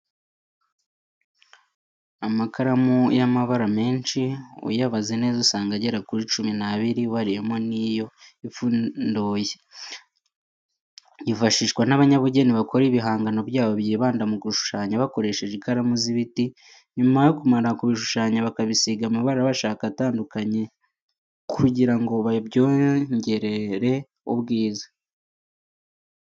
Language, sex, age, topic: Kinyarwanda, male, 18-24, education